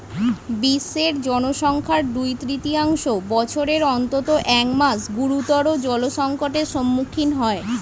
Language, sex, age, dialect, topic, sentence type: Bengali, female, 31-35, Northern/Varendri, agriculture, statement